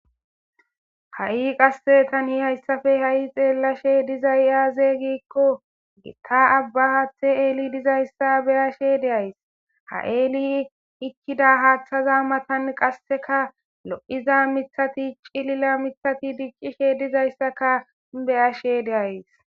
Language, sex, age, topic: Gamo, female, 18-24, government